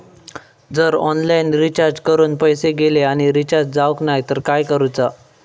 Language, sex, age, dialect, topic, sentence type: Marathi, male, 18-24, Southern Konkan, banking, question